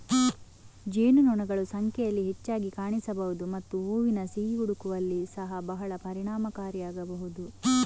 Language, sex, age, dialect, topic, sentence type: Kannada, female, 46-50, Coastal/Dakshin, agriculture, statement